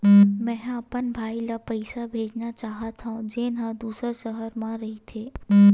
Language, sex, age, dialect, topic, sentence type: Chhattisgarhi, female, 18-24, Western/Budati/Khatahi, banking, statement